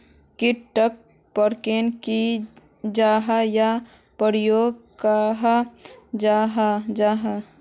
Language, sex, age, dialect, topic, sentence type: Magahi, female, 41-45, Northeastern/Surjapuri, agriculture, question